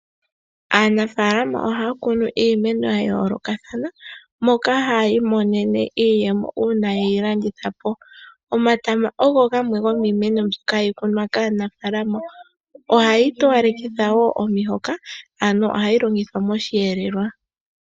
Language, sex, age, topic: Oshiwambo, female, 18-24, agriculture